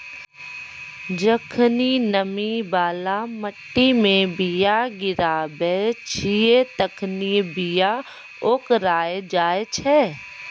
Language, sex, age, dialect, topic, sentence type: Maithili, female, 51-55, Angika, agriculture, statement